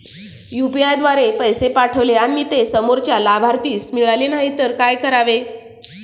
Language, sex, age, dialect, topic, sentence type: Marathi, female, 36-40, Standard Marathi, banking, question